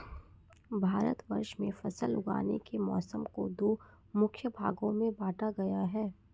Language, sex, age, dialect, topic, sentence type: Hindi, female, 56-60, Marwari Dhudhari, agriculture, statement